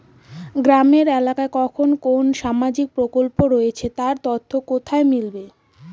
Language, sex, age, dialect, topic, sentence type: Bengali, female, 18-24, Rajbangshi, banking, question